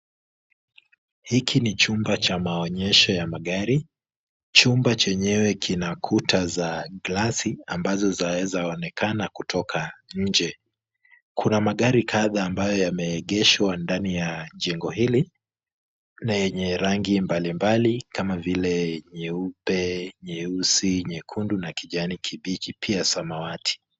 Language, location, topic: Swahili, Kisumu, finance